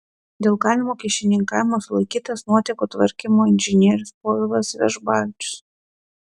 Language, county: Lithuanian, Klaipėda